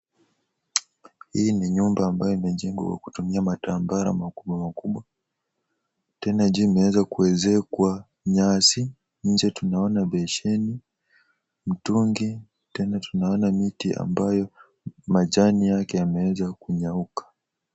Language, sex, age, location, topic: Swahili, male, 18-24, Wajir, health